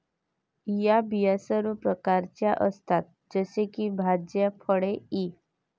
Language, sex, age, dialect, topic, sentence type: Marathi, female, 18-24, Varhadi, agriculture, statement